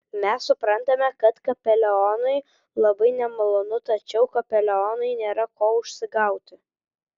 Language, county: Lithuanian, Vilnius